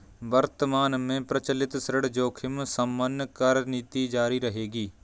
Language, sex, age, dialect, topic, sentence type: Hindi, male, 25-30, Kanauji Braj Bhasha, banking, statement